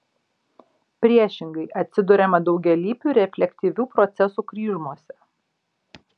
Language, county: Lithuanian, Šiauliai